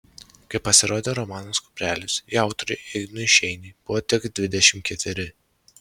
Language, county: Lithuanian, Šiauliai